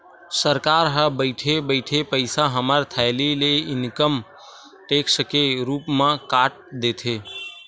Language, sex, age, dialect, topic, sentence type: Chhattisgarhi, male, 18-24, Western/Budati/Khatahi, banking, statement